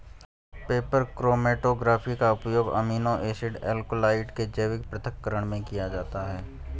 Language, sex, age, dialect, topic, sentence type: Hindi, male, 51-55, Garhwali, agriculture, statement